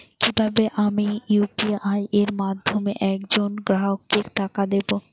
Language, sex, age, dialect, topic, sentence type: Bengali, female, 18-24, Rajbangshi, banking, question